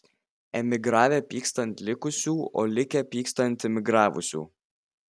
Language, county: Lithuanian, Vilnius